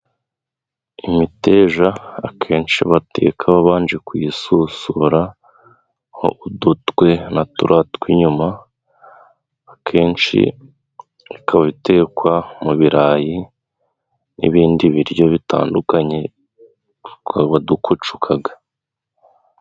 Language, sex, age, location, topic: Kinyarwanda, male, 25-35, Musanze, agriculture